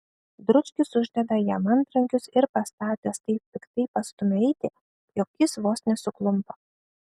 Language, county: Lithuanian, Kaunas